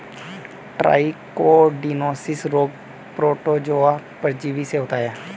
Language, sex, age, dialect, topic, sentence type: Hindi, male, 18-24, Hindustani Malvi Khadi Boli, agriculture, statement